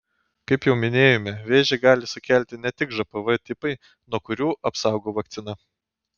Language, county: Lithuanian, Panevėžys